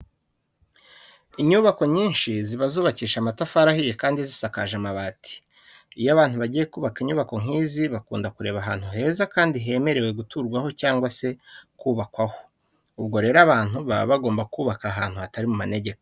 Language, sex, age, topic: Kinyarwanda, male, 25-35, education